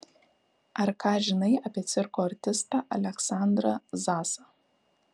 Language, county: Lithuanian, Kaunas